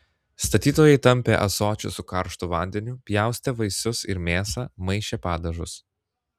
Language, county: Lithuanian, Klaipėda